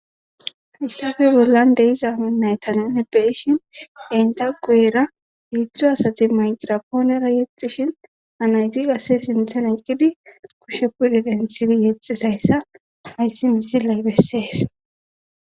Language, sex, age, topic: Gamo, female, 25-35, government